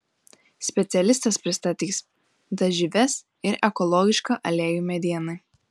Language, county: Lithuanian, Panevėžys